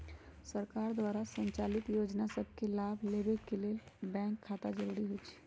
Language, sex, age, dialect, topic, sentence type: Magahi, male, 41-45, Western, banking, statement